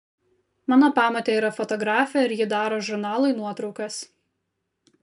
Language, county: Lithuanian, Kaunas